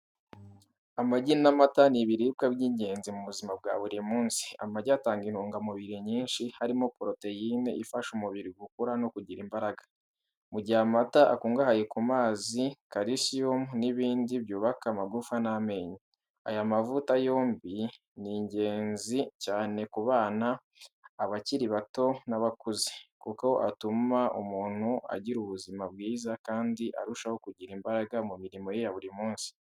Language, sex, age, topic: Kinyarwanda, male, 18-24, education